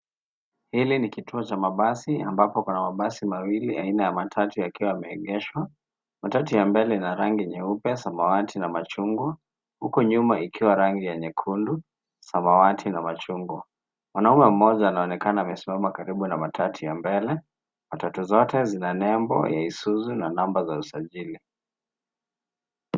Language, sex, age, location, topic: Swahili, male, 18-24, Nairobi, government